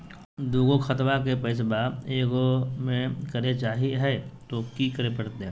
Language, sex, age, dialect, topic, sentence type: Magahi, male, 18-24, Southern, banking, question